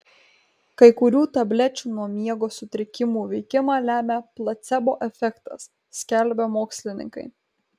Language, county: Lithuanian, Kaunas